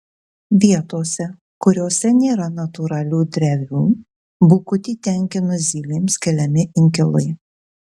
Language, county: Lithuanian, Kaunas